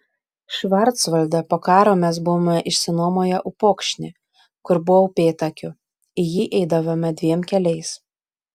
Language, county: Lithuanian, Vilnius